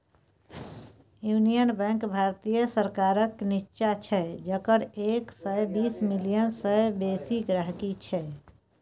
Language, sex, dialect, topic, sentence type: Maithili, female, Bajjika, banking, statement